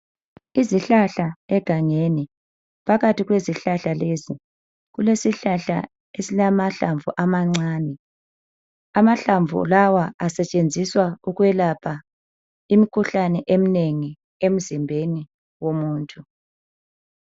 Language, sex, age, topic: North Ndebele, female, 50+, health